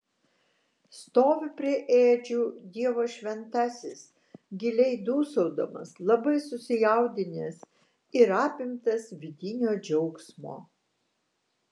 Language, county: Lithuanian, Vilnius